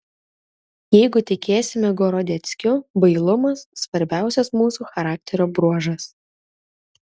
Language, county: Lithuanian, Kaunas